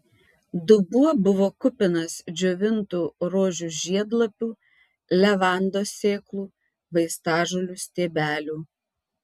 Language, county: Lithuanian, Tauragė